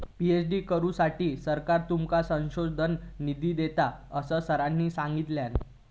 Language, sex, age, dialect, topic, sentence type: Marathi, male, 18-24, Southern Konkan, banking, statement